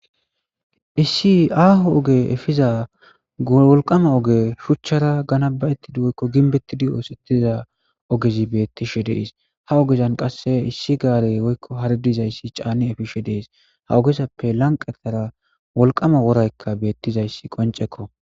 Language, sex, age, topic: Gamo, male, 25-35, government